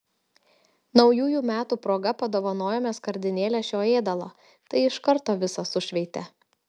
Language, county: Lithuanian, Telšiai